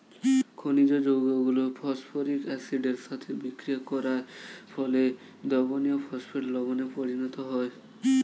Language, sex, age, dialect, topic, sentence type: Bengali, male, 18-24, Standard Colloquial, agriculture, statement